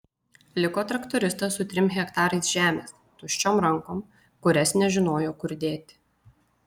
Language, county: Lithuanian, Utena